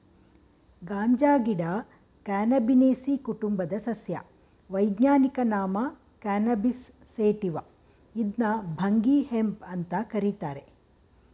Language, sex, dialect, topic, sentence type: Kannada, female, Mysore Kannada, agriculture, statement